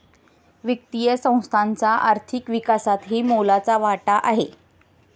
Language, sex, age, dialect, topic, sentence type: Marathi, female, 18-24, Standard Marathi, banking, statement